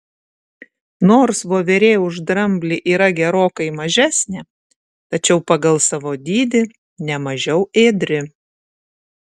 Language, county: Lithuanian, Šiauliai